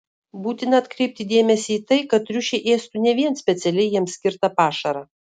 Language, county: Lithuanian, Kaunas